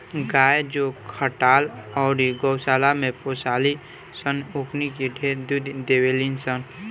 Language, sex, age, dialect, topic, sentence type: Bhojpuri, male, <18, Southern / Standard, agriculture, statement